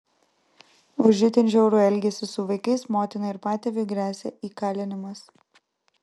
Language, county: Lithuanian, Vilnius